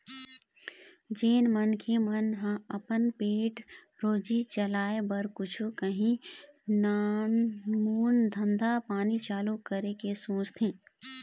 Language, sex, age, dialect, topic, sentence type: Chhattisgarhi, female, 18-24, Eastern, banking, statement